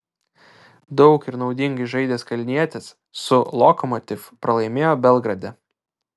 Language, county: Lithuanian, Vilnius